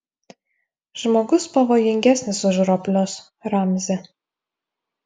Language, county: Lithuanian, Vilnius